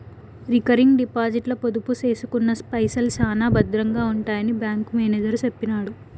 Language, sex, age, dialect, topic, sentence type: Telugu, female, 18-24, Southern, banking, statement